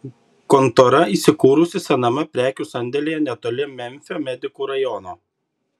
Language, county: Lithuanian, Šiauliai